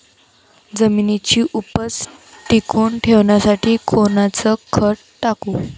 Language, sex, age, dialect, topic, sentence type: Marathi, female, 18-24, Varhadi, agriculture, question